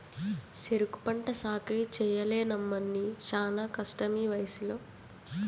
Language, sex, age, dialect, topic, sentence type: Telugu, female, 18-24, Southern, agriculture, statement